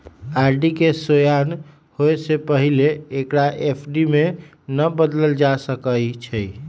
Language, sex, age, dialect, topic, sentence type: Magahi, male, 18-24, Western, banking, statement